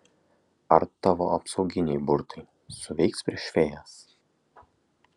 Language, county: Lithuanian, Kaunas